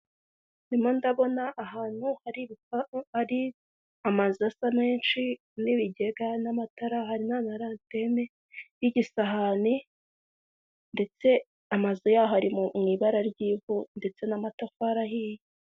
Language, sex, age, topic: Kinyarwanda, female, 18-24, government